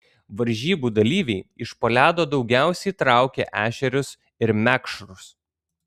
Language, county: Lithuanian, Kaunas